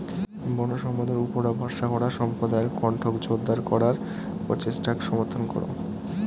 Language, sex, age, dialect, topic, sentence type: Bengali, male, 18-24, Rajbangshi, agriculture, statement